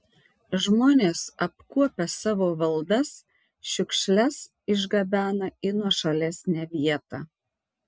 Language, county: Lithuanian, Tauragė